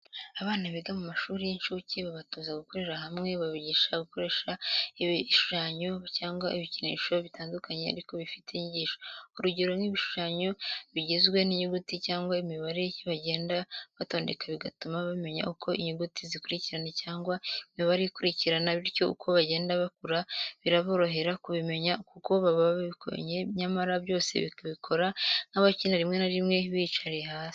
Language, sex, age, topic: Kinyarwanda, female, 18-24, education